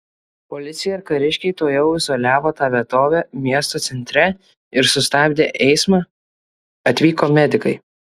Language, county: Lithuanian, Kaunas